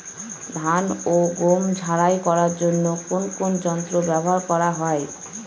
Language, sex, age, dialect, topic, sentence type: Bengali, female, 31-35, Northern/Varendri, agriculture, question